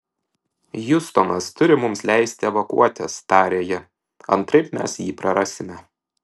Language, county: Lithuanian, Šiauliai